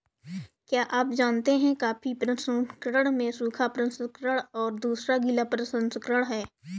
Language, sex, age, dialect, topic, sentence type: Hindi, female, 18-24, Awadhi Bundeli, agriculture, statement